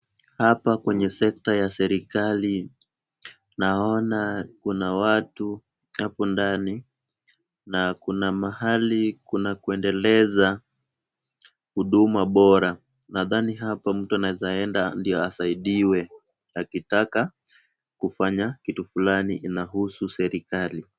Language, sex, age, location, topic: Swahili, male, 18-24, Kisumu, government